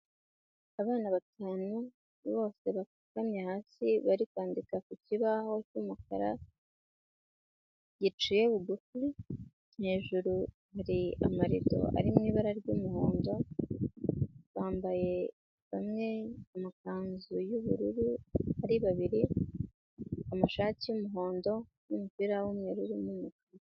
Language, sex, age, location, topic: Kinyarwanda, female, 25-35, Nyagatare, education